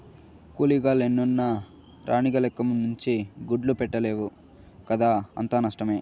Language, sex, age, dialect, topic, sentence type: Telugu, male, 51-55, Southern, agriculture, statement